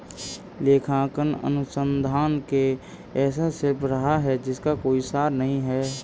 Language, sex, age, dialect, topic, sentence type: Hindi, male, 18-24, Kanauji Braj Bhasha, banking, statement